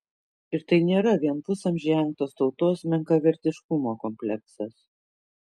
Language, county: Lithuanian, Kaunas